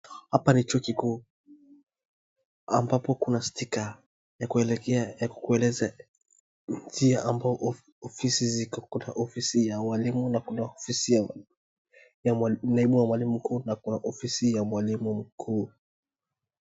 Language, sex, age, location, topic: Swahili, male, 25-35, Wajir, education